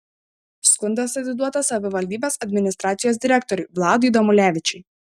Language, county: Lithuanian, Šiauliai